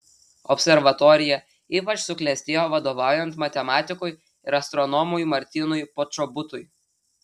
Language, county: Lithuanian, Telšiai